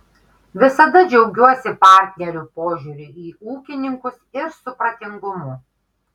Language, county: Lithuanian, Kaunas